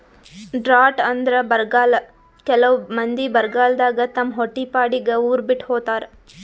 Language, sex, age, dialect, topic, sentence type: Kannada, female, 18-24, Northeastern, agriculture, statement